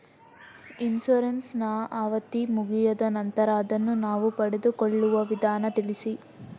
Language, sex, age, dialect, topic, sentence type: Kannada, female, 31-35, Coastal/Dakshin, banking, question